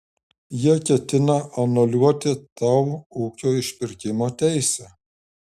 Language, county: Lithuanian, Šiauliai